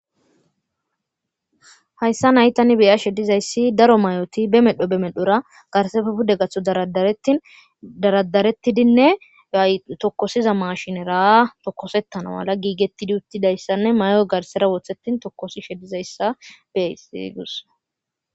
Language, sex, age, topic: Gamo, female, 18-24, government